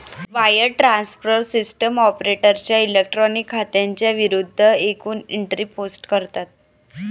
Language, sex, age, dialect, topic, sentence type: Marathi, male, 18-24, Varhadi, banking, statement